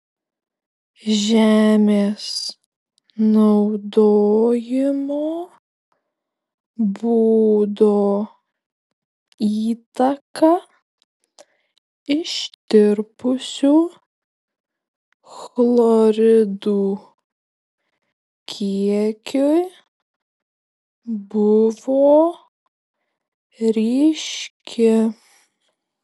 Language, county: Lithuanian, Šiauliai